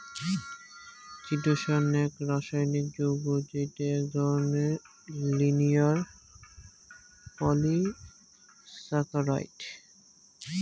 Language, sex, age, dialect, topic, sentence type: Bengali, male, 18-24, Rajbangshi, agriculture, statement